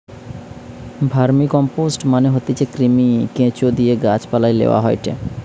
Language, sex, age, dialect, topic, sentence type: Bengali, male, 25-30, Western, agriculture, statement